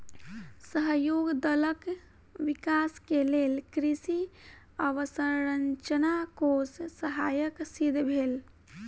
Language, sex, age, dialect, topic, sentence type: Maithili, female, 18-24, Southern/Standard, agriculture, statement